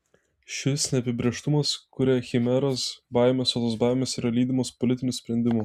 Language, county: Lithuanian, Telšiai